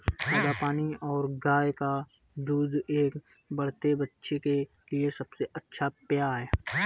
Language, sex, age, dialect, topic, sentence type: Hindi, male, 25-30, Marwari Dhudhari, agriculture, statement